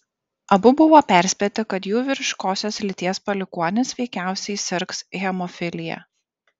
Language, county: Lithuanian, Šiauliai